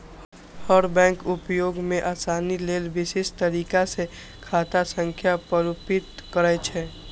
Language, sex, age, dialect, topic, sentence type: Maithili, male, 18-24, Eastern / Thethi, banking, statement